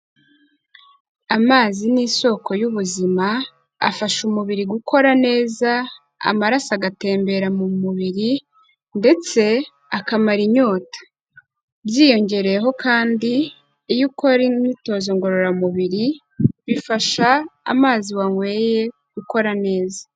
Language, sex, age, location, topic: Kinyarwanda, female, 18-24, Kigali, health